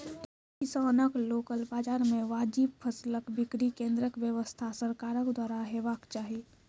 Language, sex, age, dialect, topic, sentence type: Maithili, female, 46-50, Angika, agriculture, question